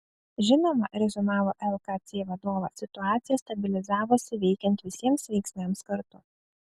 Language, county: Lithuanian, Kaunas